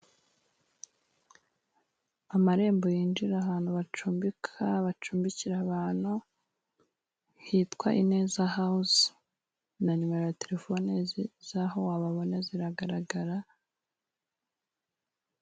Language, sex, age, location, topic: Kinyarwanda, female, 18-24, Musanze, finance